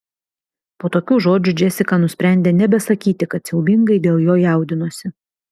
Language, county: Lithuanian, Vilnius